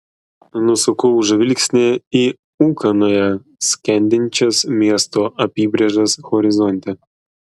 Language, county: Lithuanian, Klaipėda